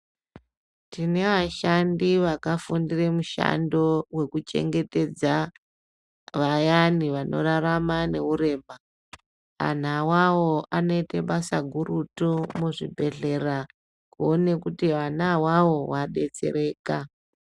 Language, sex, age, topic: Ndau, male, 25-35, health